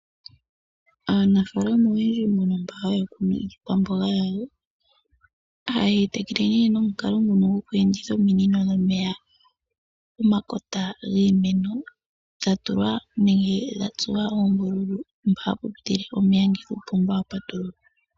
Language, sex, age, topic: Oshiwambo, female, 18-24, agriculture